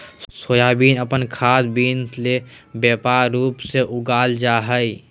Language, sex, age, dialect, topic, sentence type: Magahi, male, 18-24, Southern, agriculture, statement